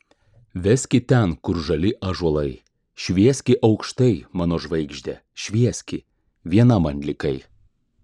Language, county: Lithuanian, Klaipėda